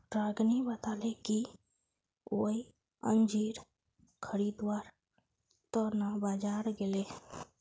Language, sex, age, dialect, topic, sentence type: Magahi, female, 25-30, Northeastern/Surjapuri, agriculture, statement